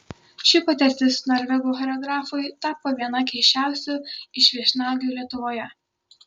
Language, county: Lithuanian, Kaunas